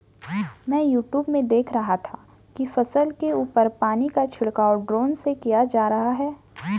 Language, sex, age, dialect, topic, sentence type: Hindi, female, 18-24, Garhwali, agriculture, statement